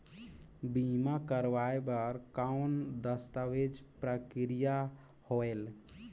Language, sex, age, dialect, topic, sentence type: Chhattisgarhi, male, 18-24, Northern/Bhandar, banking, question